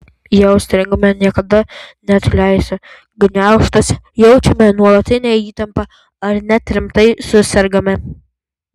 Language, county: Lithuanian, Vilnius